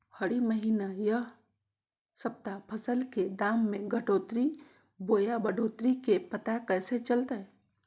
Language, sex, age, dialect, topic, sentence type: Magahi, female, 41-45, Southern, agriculture, question